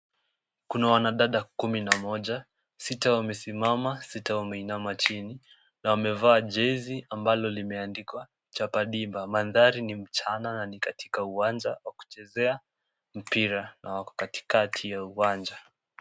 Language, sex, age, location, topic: Swahili, male, 18-24, Kisii, government